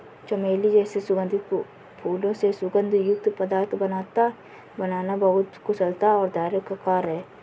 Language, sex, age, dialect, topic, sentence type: Hindi, female, 60-100, Kanauji Braj Bhasha, agriculture, statement